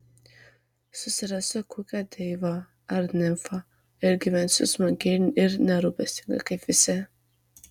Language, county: Lithuanian, Marijampolė